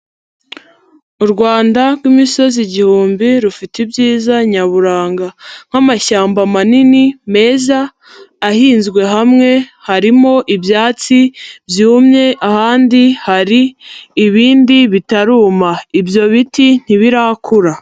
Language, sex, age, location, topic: Kinyarwanda, female, 50+, Nyagatare, agriculture